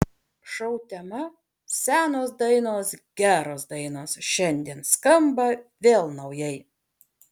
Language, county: Lithuanian, Alytus